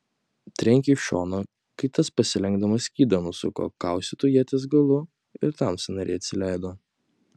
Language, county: Lithuanian, Kaunas